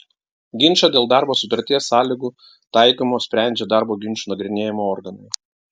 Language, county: Lithuanian, Klaipėda